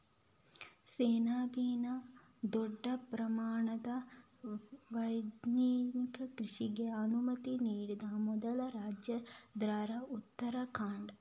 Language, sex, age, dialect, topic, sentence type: Kannada, female, 25-30, Coastal/Dakshin, agriculture, statement